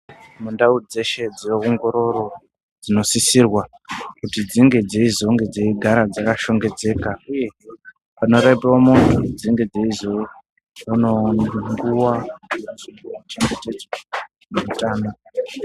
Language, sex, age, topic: Ndau, male, 25-35, health